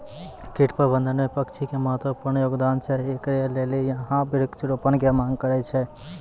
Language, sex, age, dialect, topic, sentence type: Maithili, male, 18-24, Angika, agriculture, question